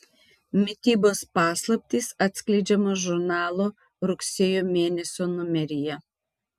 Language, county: Lithuanian, Tauragė